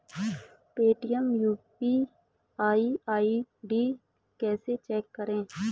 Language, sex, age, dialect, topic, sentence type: Hindi, male, 25-30, Hindustani Malvi Khadi Boli, banking, question